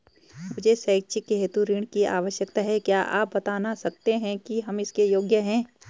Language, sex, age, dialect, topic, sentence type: Hindi, female, 36-40, Garhwali, banking, question